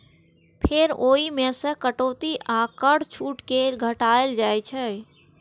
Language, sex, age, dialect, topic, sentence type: Maithili, female, 18-24, Eastern / Thethi, banking, statement